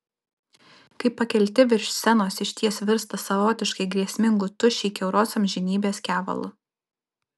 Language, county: Lithuanian, Alytus